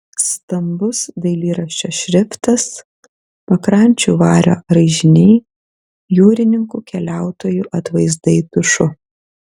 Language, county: Lithuanian, Kaunas